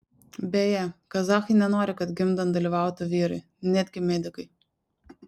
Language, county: Lithuanian, Šiauliai